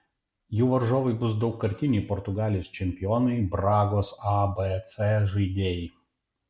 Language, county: Lithuanian, Panevėžys